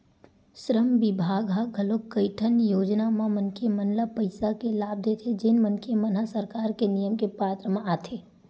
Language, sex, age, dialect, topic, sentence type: Chhattisgarhi, female, 18-24, Western/Budati/Khatahi, banking, statement